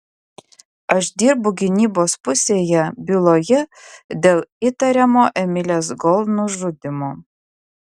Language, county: Lithuanian, Klaipėda